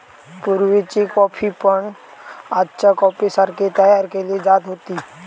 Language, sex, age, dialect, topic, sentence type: Marathi, male, 18-24, Southern Konkan, agriculture, statement